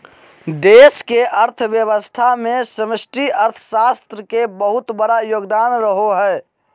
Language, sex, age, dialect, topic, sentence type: Magahi, male, 56-60, Southern, banking, statement